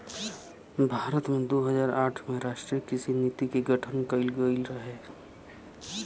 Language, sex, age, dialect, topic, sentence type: Bhojpuri, male, 25-30, Western, agriculture, statement